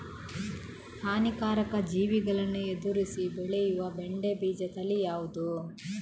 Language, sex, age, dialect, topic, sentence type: Kannada, female, 18-24, Coastal/Dakshin, agriculture, question